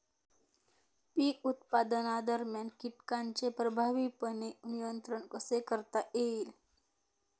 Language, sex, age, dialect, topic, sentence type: Marathi, female, 18-24, Standard Marathi, agriculture, question